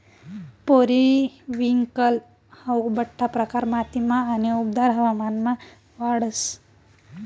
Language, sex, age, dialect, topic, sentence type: Marathi, female, 25-30, Northern Konkan, agriculture, statement